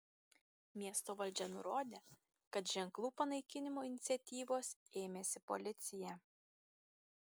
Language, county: Lithuanian, Kaunas